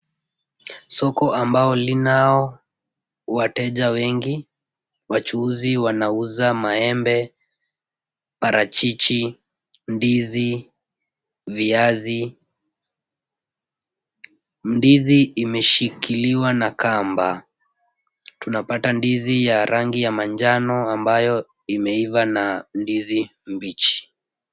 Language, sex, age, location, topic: Swahili, female, 18-24, Kisumu, finance